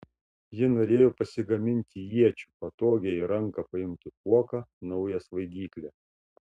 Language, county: Lithuanian, Šiauliai